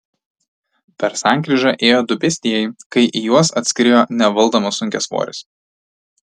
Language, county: Lithuanian, Tauragė